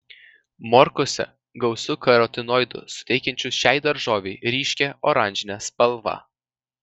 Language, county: Lithuanian, Vilnius